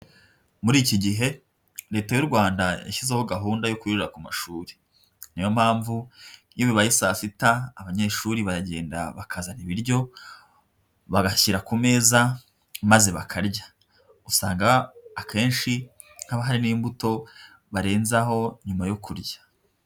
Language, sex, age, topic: Kinyarwanda, female, 25-35, education